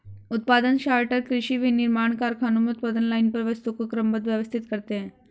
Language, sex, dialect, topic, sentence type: Hindi, female, Hindustani Malvi Khadi Boli, agriculture, statement